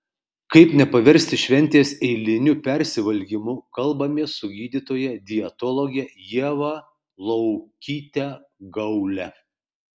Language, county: Lithuanian, Kaunas